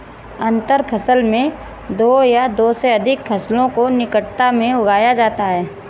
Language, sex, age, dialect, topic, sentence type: Hindi, female, 25-30, Marwari Dhudhari, agriculture, statement